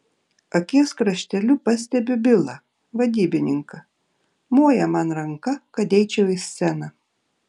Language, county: Lithuanian, Šiauliai